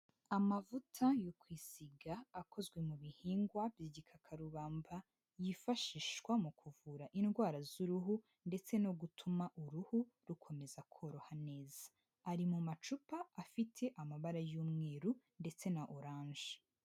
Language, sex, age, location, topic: Kinyarwanda, female, 18-24, Huye, health